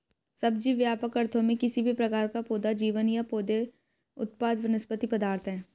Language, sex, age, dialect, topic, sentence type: Hindi, female, 18-24, Marwari Dhudhari, agriculture, statement